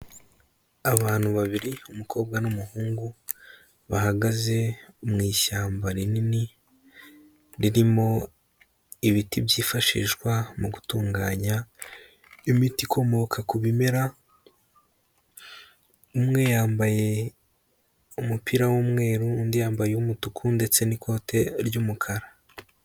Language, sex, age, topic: Kinyarwanda, male, 25-35, health